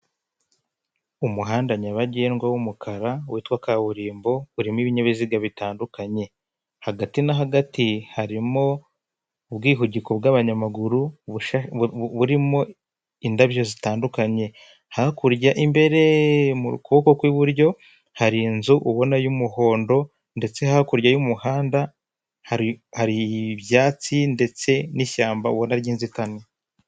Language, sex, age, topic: Kinyarwanda, male, 25-35, government